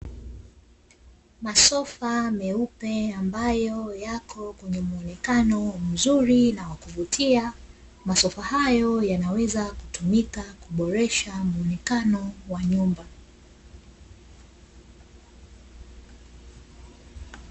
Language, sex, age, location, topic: Swahili, female, 25-35, Dar es Salaam, finance